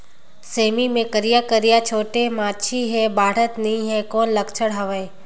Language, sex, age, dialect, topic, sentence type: Chhattisgarhi, female, 18-24, Northern/Bhandar, agriculture, question